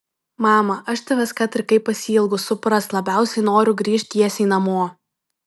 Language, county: Lithuanian, Vilnius